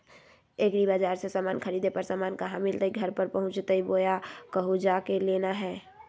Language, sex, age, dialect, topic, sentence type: Magahi, female, 60-100, Southern, agriculture, question